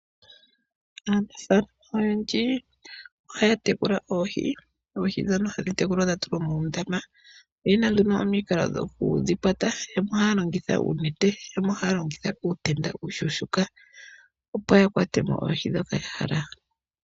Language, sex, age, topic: Oshiwambo, female, 25-35, agriculture